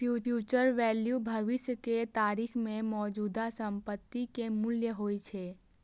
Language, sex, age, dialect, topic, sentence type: Maithili, female, 18-24, Eastern / Thethi, banking, statement